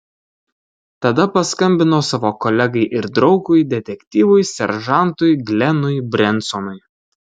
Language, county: Lithuanian, Kaunas